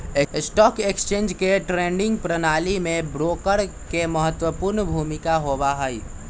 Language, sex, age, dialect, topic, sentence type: Magahi, male, 18-24, Western, banking, statement